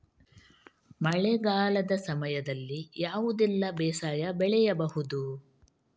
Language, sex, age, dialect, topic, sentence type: Kannada, female, 31-35, Coastal/Dakshin, agriculture, question